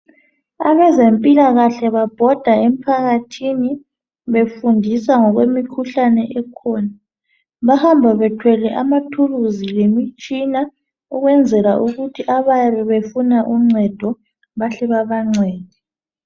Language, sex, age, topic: North Ndebele, female, 36-49, health